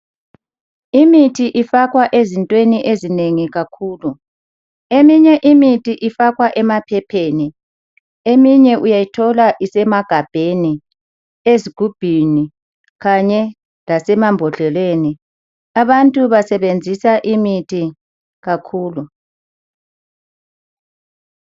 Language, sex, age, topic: North Ndebele, male, 36-49, health